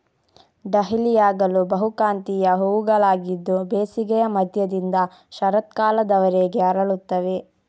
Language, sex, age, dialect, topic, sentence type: Kannada, female, 46-50, Coastal/Dakshin, agriculture, statement